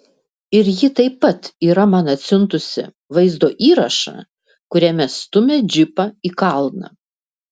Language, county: Lithuanian, Vilnius